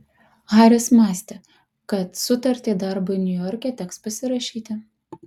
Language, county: Lithuanian, Kaunas